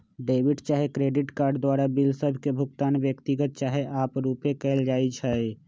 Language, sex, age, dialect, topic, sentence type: Magahi, male, 46-50, Western, banking, statement